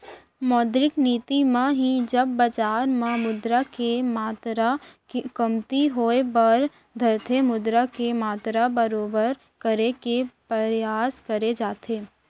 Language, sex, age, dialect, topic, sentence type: Chhattisgarhi, female, 25-30, Central, banking, statement